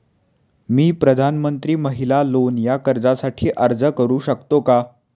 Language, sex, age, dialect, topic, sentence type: Marathi, male, 18-24, Standard Marathi, banking, question